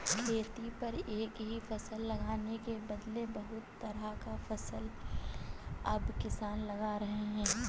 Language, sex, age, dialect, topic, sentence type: Hindi, female, 25-30, Awadhi Bundeli, agriculture, statement